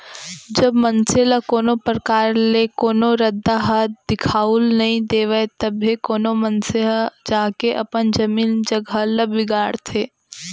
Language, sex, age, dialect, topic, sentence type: Chhattisgarhi, female, 18-24, Central, banking, statement